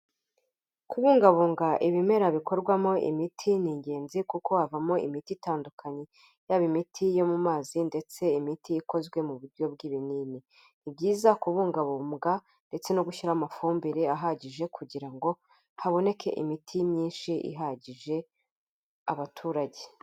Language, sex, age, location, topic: Kinyarwanda, female, 25-35, Kigali, health